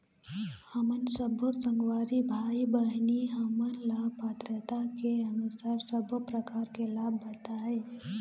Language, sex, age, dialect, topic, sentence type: Chhattisgarhi, female, 18-24, Eastern, banking, question